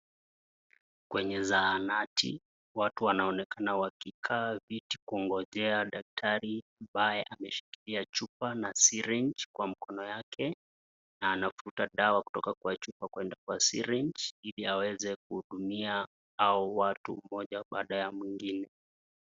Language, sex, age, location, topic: Swahili, male, 25-35, Nakuru, health